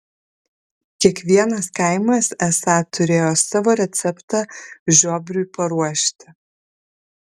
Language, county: Lithuanian, Kaunas